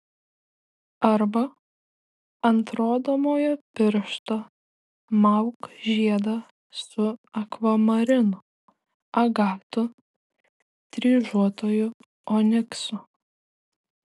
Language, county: Lithuanian, Šiauliai